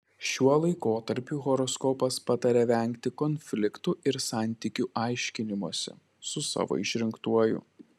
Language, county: Lithuanian, Klaipėda